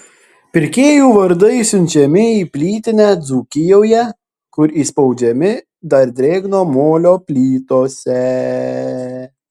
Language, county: Lithuanian, Šiauliai